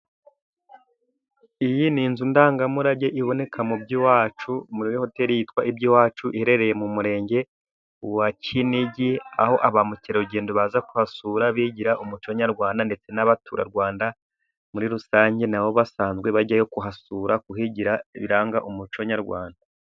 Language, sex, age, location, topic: Kinyarwanda, male, 25-35, Musanze, government